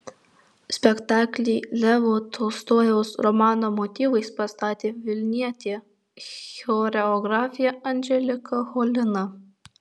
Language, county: Lithuanian, Alytus